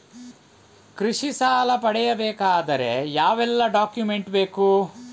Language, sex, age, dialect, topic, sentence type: Kannada, male, 41-45, Coastal/Dakshin, banking, question